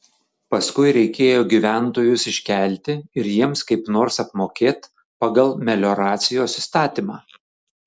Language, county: Lithuanian, Šiauliai